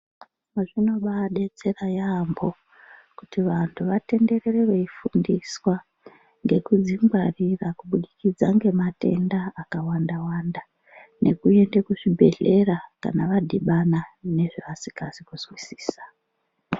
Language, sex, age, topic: Ndau, female, 36-49, health